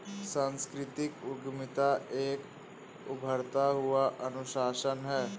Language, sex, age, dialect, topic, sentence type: Hindi, male, 18-24, Hindustani Malvi Khadi Boli, banking, statement